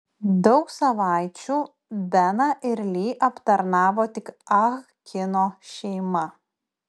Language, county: Lithuanian, Panevėžys